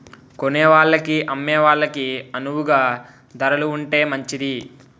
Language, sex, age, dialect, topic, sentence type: Telugu, male, 18-24, Utterandhra, agriculture, statement